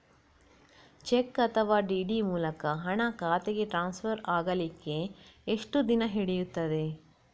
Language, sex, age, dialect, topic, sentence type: Kannada, female, 60-100, Coastal/Dakshin, banking, question